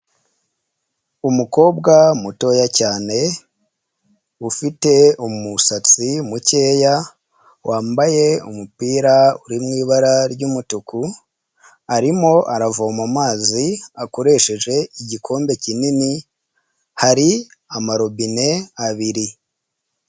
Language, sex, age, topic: Kinyarwanda, male, 25-35, health